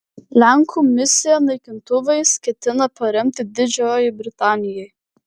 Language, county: Lithuanian, Vilnius